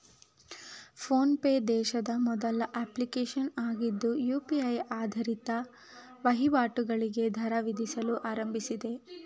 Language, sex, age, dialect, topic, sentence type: Kannada, female, 25-30, Mysore Kannada, banking, statement